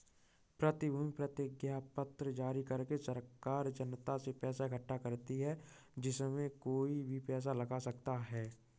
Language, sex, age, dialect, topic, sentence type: Hindi, male, 36-40, Kanauji Braj Bhasha, banking, statement